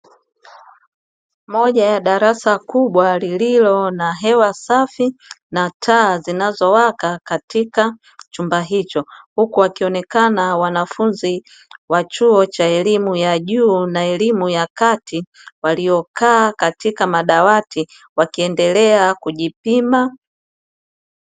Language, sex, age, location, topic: Swahili, female, 25-35, Dar es Salaam, education